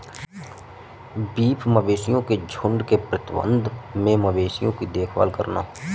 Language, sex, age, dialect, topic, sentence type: Hindi, male, 25-30, Awadhi Bundeli, agriculture, statement